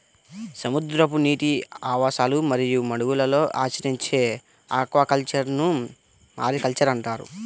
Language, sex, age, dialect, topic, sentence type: Telugu, male, 60-100, Central/Coastal, agriculture, statement